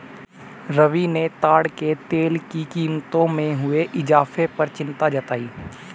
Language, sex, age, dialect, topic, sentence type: Hindi, male, 18-24, Hindustani Malvi Khadi Boli, agriculture, statement